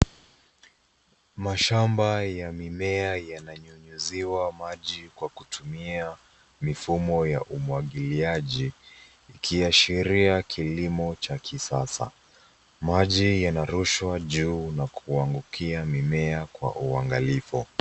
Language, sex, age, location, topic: Swahili, female, 25-35, Nairobi, agriculture